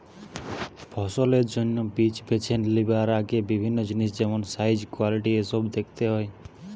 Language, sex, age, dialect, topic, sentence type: Bengali, male, 60-100, Western, agriculture, statement